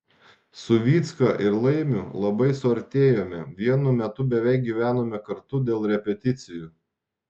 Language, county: Lithuanian, Šiauliai